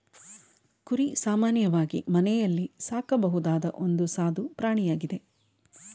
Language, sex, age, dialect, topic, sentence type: Kannada, female, 31-35, Mysore Kannada, agriculture, statement